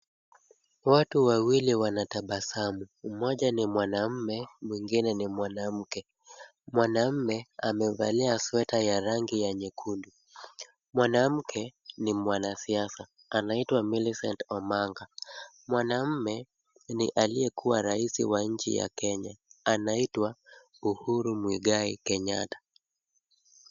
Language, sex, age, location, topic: Swahili, male, 25-35, Kisumu, government